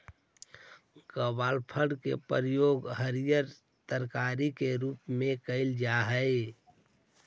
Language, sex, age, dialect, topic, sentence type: Magahi, male, 41-45, Central/Standard, agriculture, statement